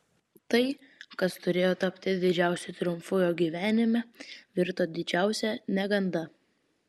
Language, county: Lithuanian, Vilnius